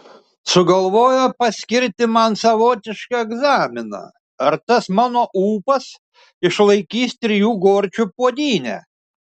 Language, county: Lithuanian, Šiauliai